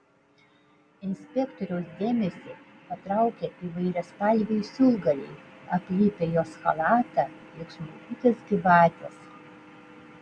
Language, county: Lithuanian, Vilnius